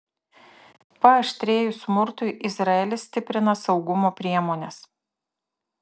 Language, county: Lithuanian, Tauragė